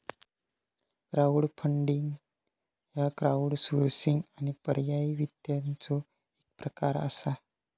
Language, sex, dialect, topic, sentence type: Marathi, male, Southern Konkan, banking, statement